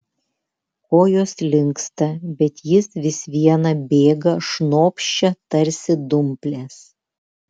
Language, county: Lithuanian, Vilnius